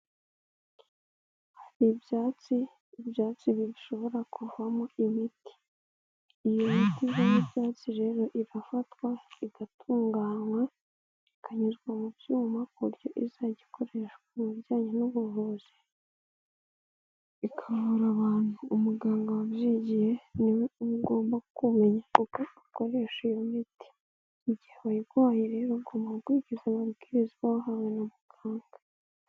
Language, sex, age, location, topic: Kinyarwanda, female, 18-24, Nyagatare, health